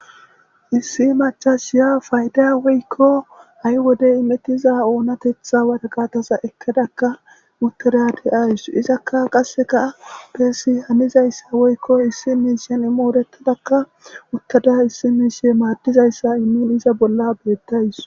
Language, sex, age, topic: Gamo, male, 18-24, government